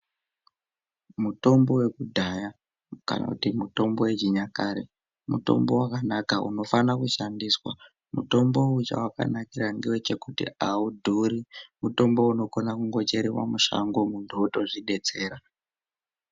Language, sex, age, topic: Ndau, male, 18-24, health